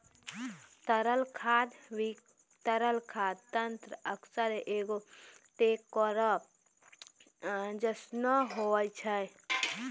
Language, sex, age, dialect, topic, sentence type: Maithili, female, 18-24, Angika, agriculture, statement